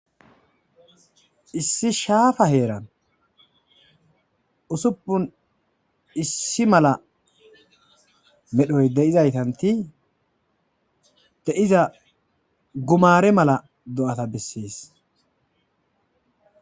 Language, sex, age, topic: Gamo, male, 25-35, agriculture